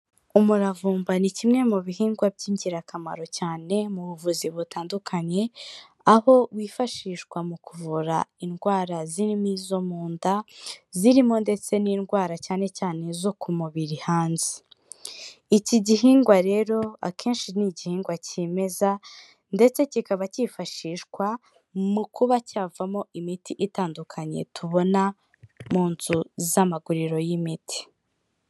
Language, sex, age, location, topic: Kinyarwanda, female, 25-35, Kigali, health